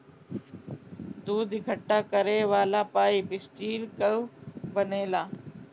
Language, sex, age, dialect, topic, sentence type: Bhojpuri, female, 36-40, Northern, agriculture, statement